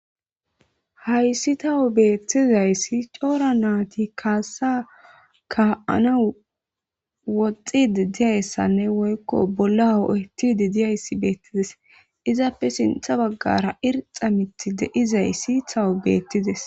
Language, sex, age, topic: Gamo, male, 25-35, government